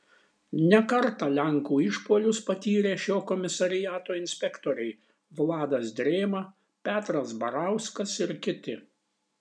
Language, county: Lithuanian, Šiauliai